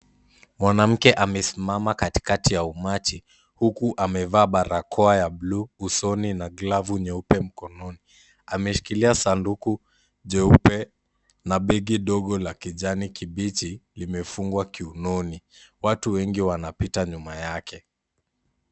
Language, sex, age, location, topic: Swahili, male, 18-24, Kisumu, health